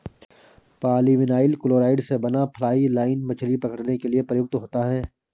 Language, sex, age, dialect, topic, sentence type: Hindi, male, 25-30, Awadhi Bundeli, agriculture, statement